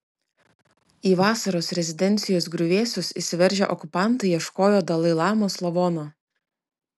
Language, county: Lithuanian, Klaipėda